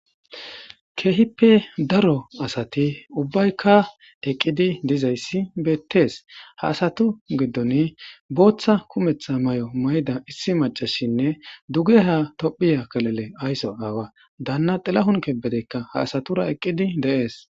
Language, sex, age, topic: Gamo, male, 25-35, government